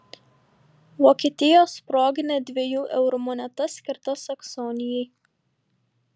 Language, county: Lithuanian, Šiauliai